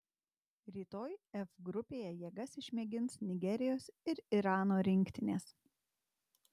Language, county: Lithuanian, Tauragė